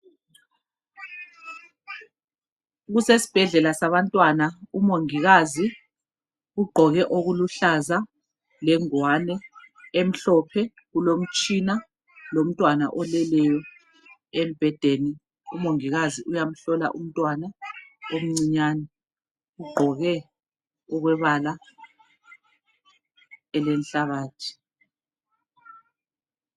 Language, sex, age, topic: North Ndebele, female, 36-49, health